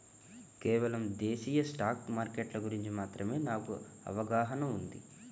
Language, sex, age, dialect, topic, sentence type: Telugu, male, 18-24, Central/Coastal, banking, statement